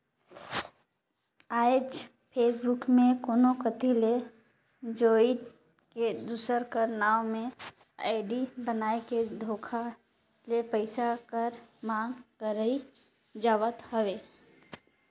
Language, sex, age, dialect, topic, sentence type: Chhattisgarhi, female, 25-30, Northern/Bhandar, banking, statement